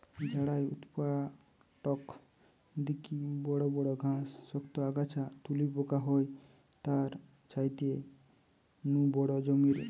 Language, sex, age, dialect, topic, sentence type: Bengali, male, 18-24, Western, agriculture, statement